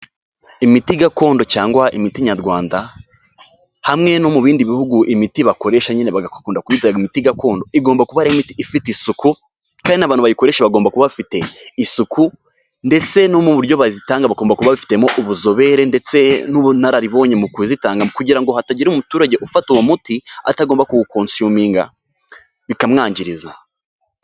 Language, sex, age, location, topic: Kinyarwanda, male, 18-24, Kigali, health